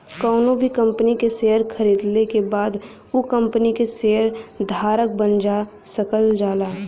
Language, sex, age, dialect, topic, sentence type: Bhojpuri, female, 18-24, Western, banking, statement